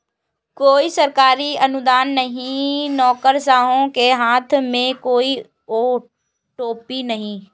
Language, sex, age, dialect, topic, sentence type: Hindi, female, 56-60, Kanauji Braj Bhasha, banking, statement